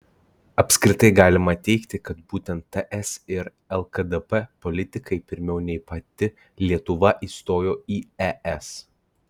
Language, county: Lithuanian, Klaipėda